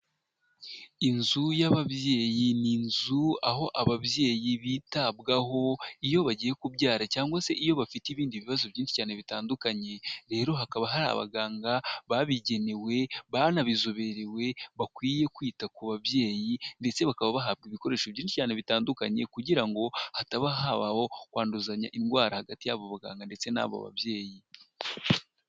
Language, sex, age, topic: Kinyarwanda, male, 18-24, health